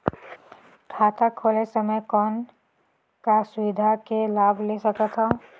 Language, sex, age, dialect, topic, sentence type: Chhattisgarhi, female, 18-24, Northern/Bhandar, banking, question